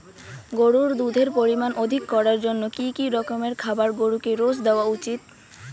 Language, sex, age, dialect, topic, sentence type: Bengali, female, 18-24, Rajbangshi, agriculture, question